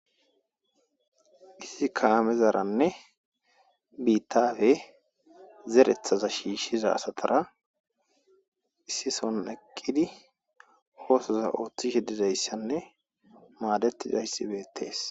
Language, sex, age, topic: Gamo, female, 18-24, agriculture